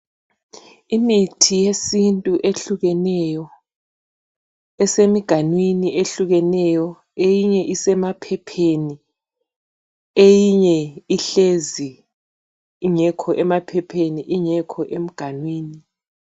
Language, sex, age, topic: North Ndebele, female, 36-49, health